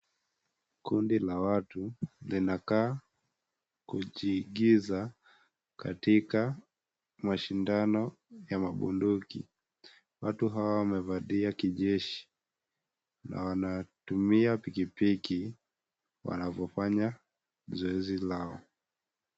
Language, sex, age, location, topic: Swahili, male, 18-24, Nairobi, health